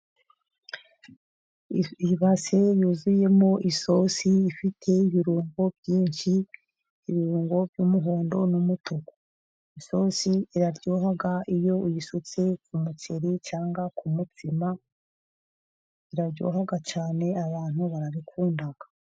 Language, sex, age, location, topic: Kinyarwanda, female, 50+, Musanze, agriculture